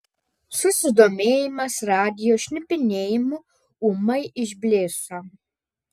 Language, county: Lithuanian, Panevėžys